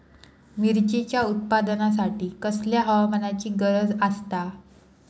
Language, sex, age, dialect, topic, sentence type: Marathi, female, 18-24, Southern Konkan, agriculture, question